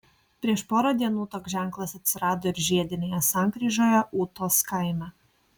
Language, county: Lithuanian, Kaunas